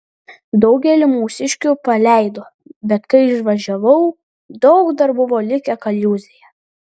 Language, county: Lithuanian, Panevėžys